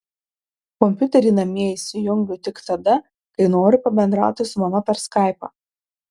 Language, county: Lithuanian, Marijampolė